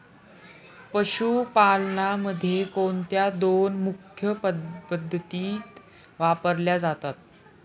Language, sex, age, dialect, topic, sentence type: Marathi, male, 18-24, Standard Marathi, agriculture, question